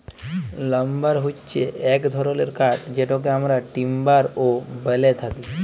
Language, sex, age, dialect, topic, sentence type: Bengali, male, 51-55, Jharkhandi, agriculture, statement